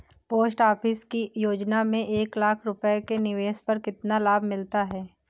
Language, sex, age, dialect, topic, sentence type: Hindi, female, 18-24, Awadhi Bundeli, banking, question